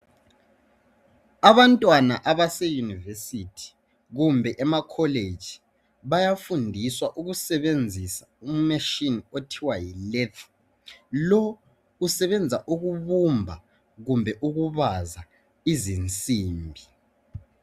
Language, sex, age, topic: North Ndebele, male, 18-24, education